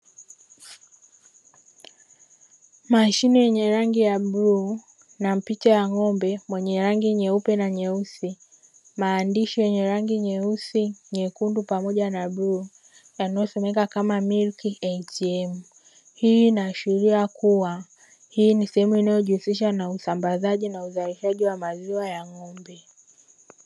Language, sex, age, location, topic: Swahili, female, 18-24, Dar es Salaam, finance